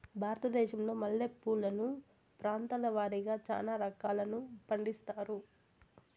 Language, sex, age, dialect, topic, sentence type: Telugu, female, 18-24, Southern, agriculture, statement